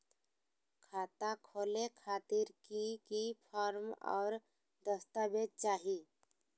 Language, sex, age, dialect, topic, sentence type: Magahi, female, 60-100, Southern, banking, question